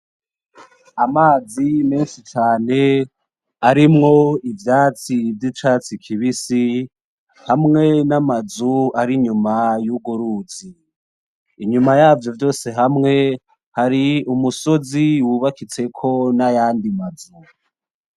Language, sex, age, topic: Rundi, male, 18-24, agriculture